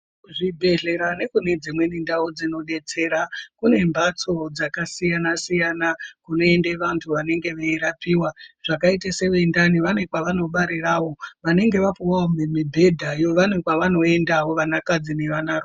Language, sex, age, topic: Ndau, male, 36-49, health